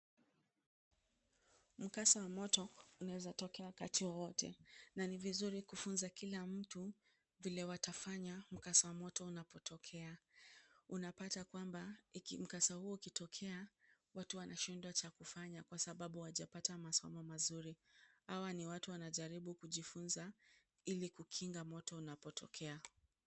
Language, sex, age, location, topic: Swahili, female, 25-35, Kisumu, health